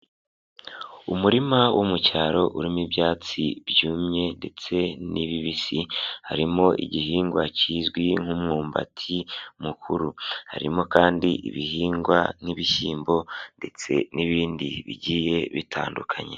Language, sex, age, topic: Kinyarwanda, male, 18-24, agriculture